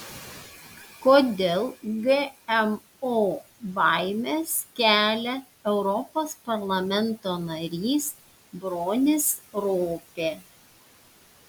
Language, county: Lithuanian, Panevėžys